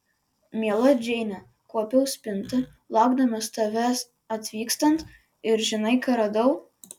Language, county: Lithuanian, Vilnius